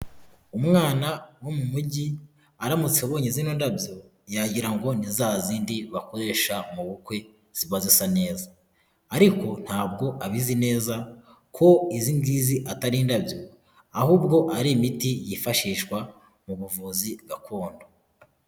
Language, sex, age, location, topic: Kinyarwanda, male, 18-24, Huye, health